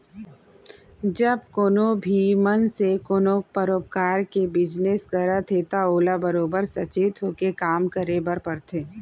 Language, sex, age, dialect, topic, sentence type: Chhattisgarhi, female, 36-40, Central, banking, statement